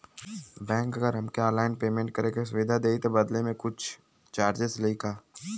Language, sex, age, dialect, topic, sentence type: Bhojpuri, male, <18, Western, banking, question